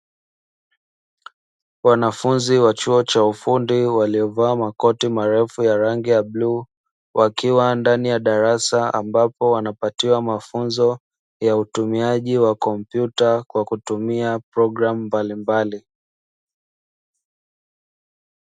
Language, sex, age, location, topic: Swahili, male, 25-35, Dar es Salaam, education